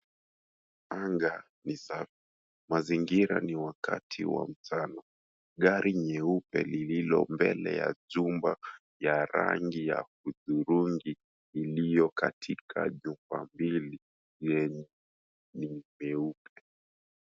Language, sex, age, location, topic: Swahili, male, 18-24, Mombasa, government